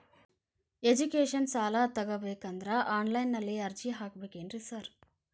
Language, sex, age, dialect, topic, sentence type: Kannada, female, 25-30, Dharwad Kannada, banking, question